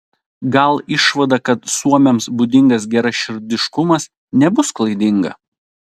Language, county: Lithuanian, Telšiai